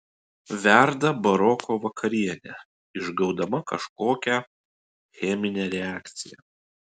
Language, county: Lithuanian, Utena